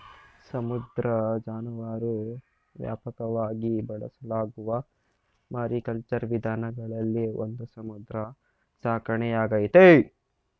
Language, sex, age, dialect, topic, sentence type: Kannada, male, 18-24, Mysore Kannada, agriculture, statement